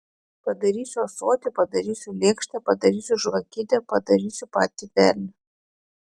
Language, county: Lithuanian, Klaipėda